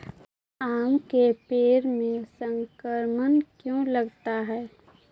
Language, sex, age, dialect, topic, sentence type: Magahi, female, 18-24, Central/Standard, agriculture, question